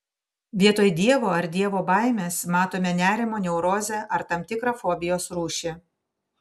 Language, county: Lithuanian, Panevėžys